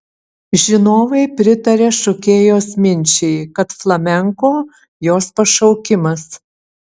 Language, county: Lithuanian, Utena